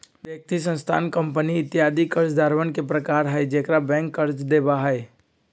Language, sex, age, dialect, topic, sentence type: Magahi, male, 18-24, Western, banking, statement